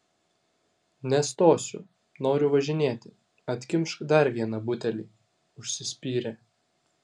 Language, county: Lithuanian, Vilnius